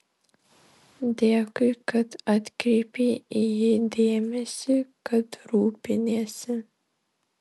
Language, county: Lithuanian, Vilnius